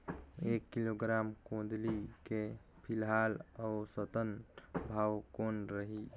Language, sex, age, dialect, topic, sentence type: Chhattisgarhi, male, 18-24, Northern/Bhandar, agriculture, question